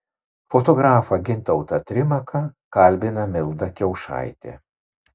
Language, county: Lithuanian, Vilnius